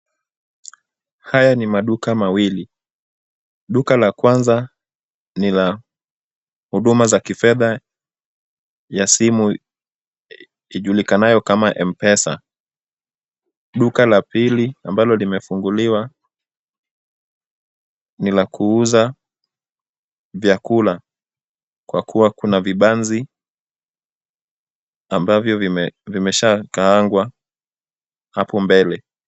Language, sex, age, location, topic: Swahili, male, 25-35, Kisumu, finance